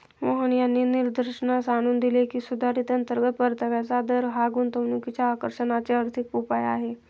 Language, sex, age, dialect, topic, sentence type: Marathi, male, 51-55, Standard Marathi, banking, statement